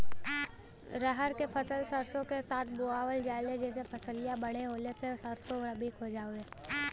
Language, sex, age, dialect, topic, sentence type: Bhojpuri, female, 18-24, Western, agriculture, question